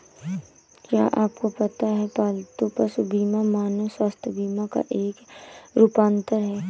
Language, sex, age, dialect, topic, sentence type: Hindi, female, 18-24, Awadhi Bundeli, banking, statement